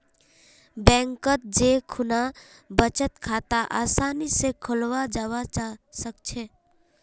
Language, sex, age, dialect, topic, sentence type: Magahi, female, 18-24, Northeastern/Surjapuri, banking, statement